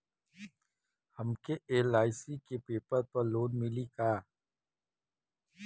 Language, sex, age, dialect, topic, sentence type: Bhojpuri, male, 41-45, Western, banking, question